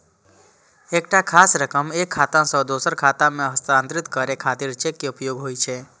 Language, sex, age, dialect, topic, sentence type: Maithili, male, 25-30, Eastern / Thethi, banking, statement